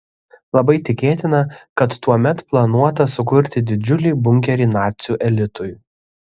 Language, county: Lithuanian, Kaunas